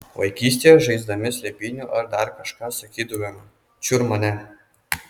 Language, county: Lithuanian, Kaunas